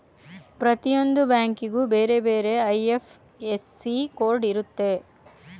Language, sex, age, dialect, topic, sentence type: Kannada, female, 41-45, Mysore Kannada, banking, statement